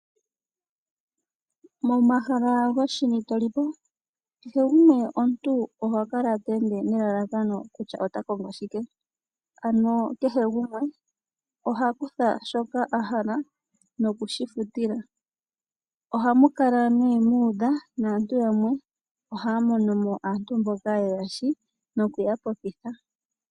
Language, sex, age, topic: Oshiwambo, female, 25-35, finance